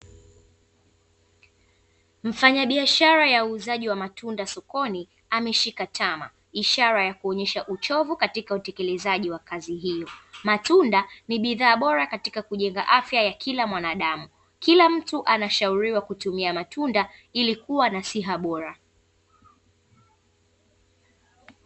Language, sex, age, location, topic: Swahili, female, 18-24, Dar es Salaam, finance